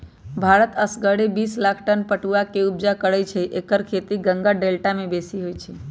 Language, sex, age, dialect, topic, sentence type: Magahi, female, 18-24, Western, agriculture, statement